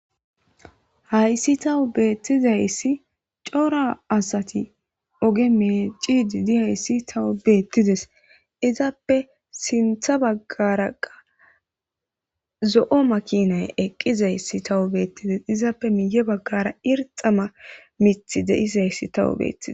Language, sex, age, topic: Gamo, male, 25-35, government